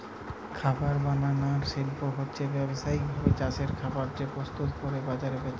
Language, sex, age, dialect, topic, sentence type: Bengali, male, 18-24, Western, agriculture, statement